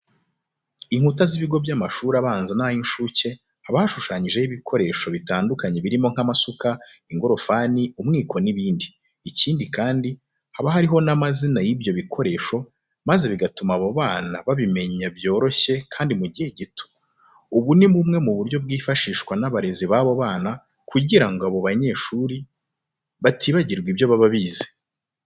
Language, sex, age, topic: Kinyarwanda, male, 25-35, education